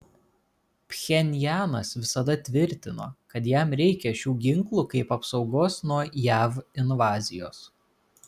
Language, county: Lithuanian, Kaunas